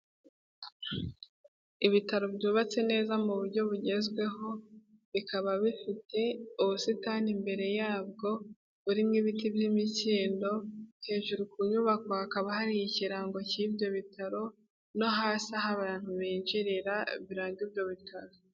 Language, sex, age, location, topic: Kinyarwanda, female, 18-24, Kigali, health